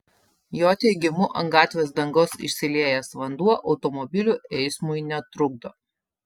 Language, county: Lithuanian, Telšiai